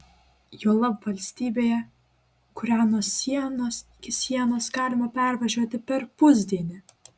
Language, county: Lithuanian, Klaipėda